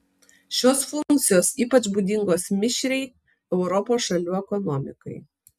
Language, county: Lithuanian, Kaunas